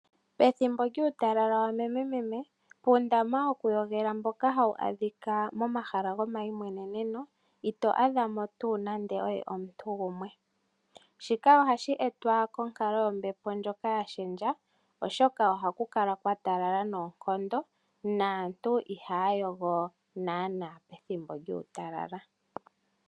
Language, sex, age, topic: Oshiwambo, female, 25-35, finance